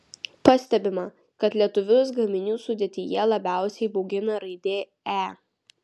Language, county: Lithuanian, Vilnius